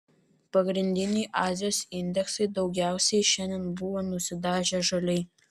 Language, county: Lithuanian, Vilnius